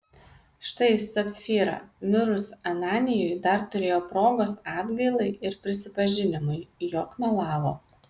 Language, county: Lithuanian, Kaunas